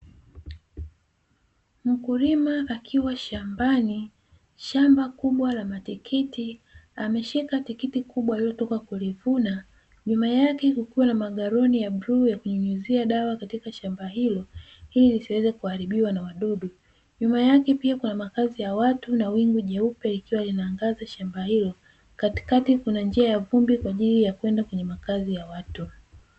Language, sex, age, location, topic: Swahili, female, 25-35, Dar es Salaam, agriculture